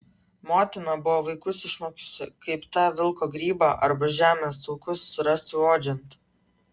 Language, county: Lithuanian, Vilnius